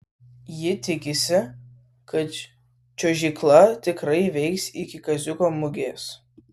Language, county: Lithuanian, Vilnius